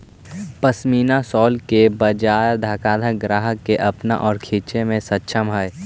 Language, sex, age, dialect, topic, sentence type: Magahi, male, 18-24, Central/Standard, banking, statement